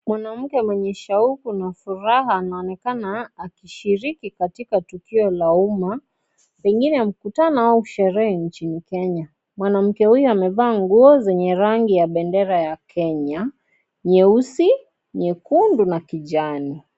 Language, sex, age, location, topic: Swahili, female, 25-35, Kisii, government